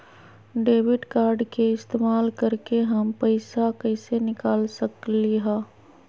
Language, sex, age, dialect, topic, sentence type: Magahi, female, 25-30, Western, banking, question